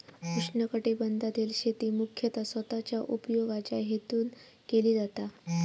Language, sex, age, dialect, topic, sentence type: Marathi, female, 18-24, Southern Konkan, agriculture, statement